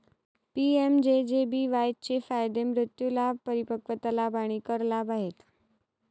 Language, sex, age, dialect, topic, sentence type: Marathi, female, 31-35, Varhadi, banking, statement